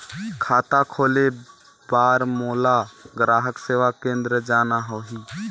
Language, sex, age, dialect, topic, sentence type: Chhattisgarhi, male, 18-24, Northern/Bhandar, banking, question